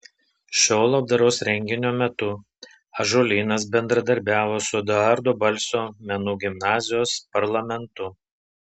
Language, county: Lithuanian, Telšiai